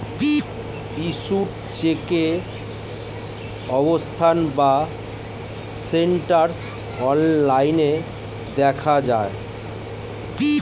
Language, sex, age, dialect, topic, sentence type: Bengali, male, 41-45, Standard Colloquial, banking, statement